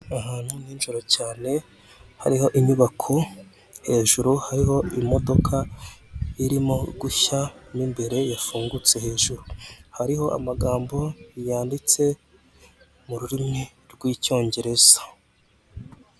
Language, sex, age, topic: Kinyarwanda, male, 25-35, finance